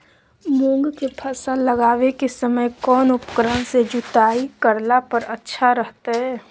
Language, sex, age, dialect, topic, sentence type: Magahi, female, 25-30, Southern, agriculture, question